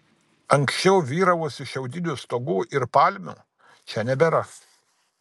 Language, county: Lithuanian, Kaunas